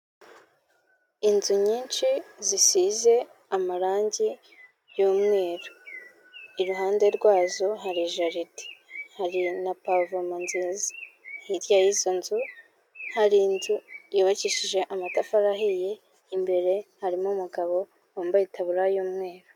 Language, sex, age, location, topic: Kinyarwanda, female, 25-35, Kigali, health